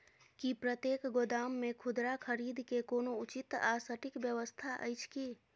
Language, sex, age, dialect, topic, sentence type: Maithili, female, 51-55, Bajjika, agriculture, question